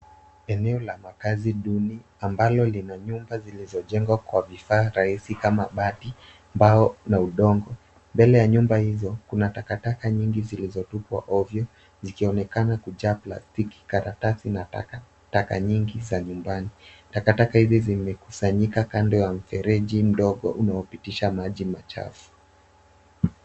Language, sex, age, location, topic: Swahili, male, 18-24, Nairobi, government